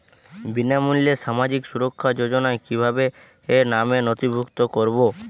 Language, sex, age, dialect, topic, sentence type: Bengali, male, 18-24, Jharkhandi, banking, question